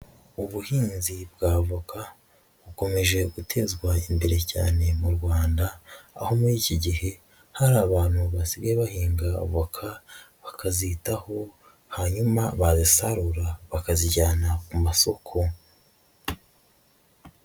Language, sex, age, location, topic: Kinyarwanda, male, 25-35, Huye, agriculture